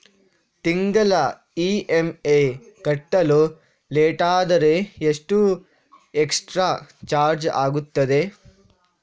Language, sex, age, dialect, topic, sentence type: Kannada, male, 46-50, Coastal/Dakshin, banking, question